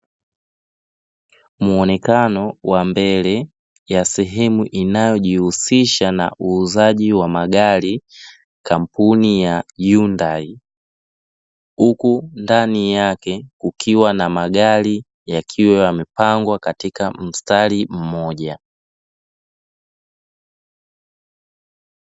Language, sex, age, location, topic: Swahili, male, 25-35, Dar es Salaam, finance